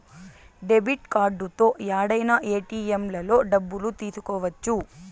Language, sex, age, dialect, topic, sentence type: Telugu, female, 18-24, Southern, banking, statement